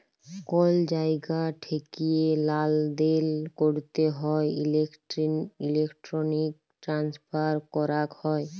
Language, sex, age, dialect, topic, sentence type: Bengali, female, 41-45, Jharkhandi, banking, statement